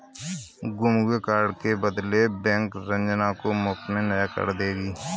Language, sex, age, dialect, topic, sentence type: Hindi, male, 36-40, Kanauji Braj Bhasha, banking, statement